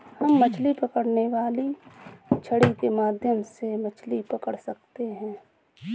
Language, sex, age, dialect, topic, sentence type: Hindi, female, 18-24, Awadhi Bundeli, agriculture, statement